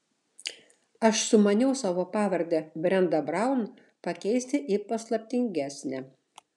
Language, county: Lithuanian, Šiauliai